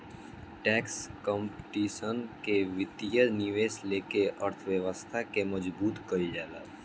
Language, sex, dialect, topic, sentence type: Bhojpuri, male, Southern / Standard, banking, statement